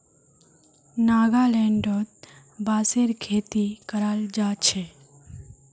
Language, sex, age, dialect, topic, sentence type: Magahi, female, 18-24, Northeastern/Surjapuri, agriculture, statement